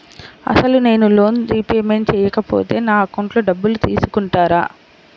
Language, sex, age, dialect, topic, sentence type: Telugu, female, 25-30, Central/Coastal, banking, question